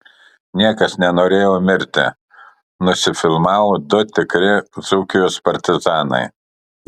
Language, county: Lithuanian, Kaunas